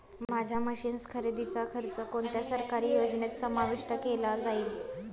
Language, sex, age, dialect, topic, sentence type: Marathi, female, 18-24, Standard Marathi, agriculture, question